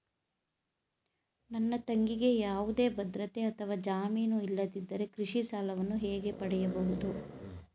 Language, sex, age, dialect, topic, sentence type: Kannada, female, 36-40, Mysore Kannada, agriculture, statement